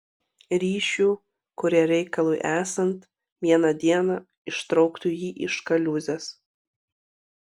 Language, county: Lithuanian, Panevėžys